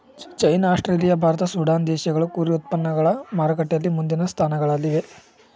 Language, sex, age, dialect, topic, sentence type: Kannada, male, 18-24, Mysore Kannada, agriculture, statement